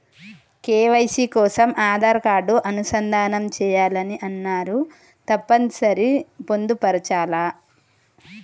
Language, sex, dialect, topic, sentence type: Telugu, female, Telangana, banking, question